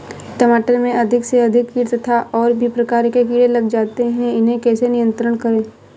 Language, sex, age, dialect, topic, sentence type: Hindi, female, 18-24, Awadhi Bundeli, agriculture, question